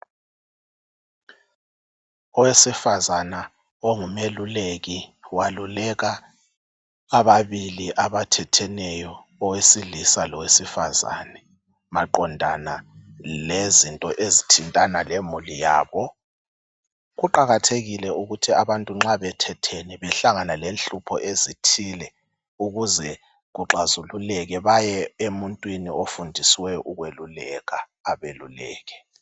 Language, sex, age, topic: North Ndebele, male, 36-49, health